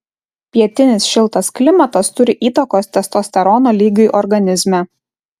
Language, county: Lithuanian, Kaunas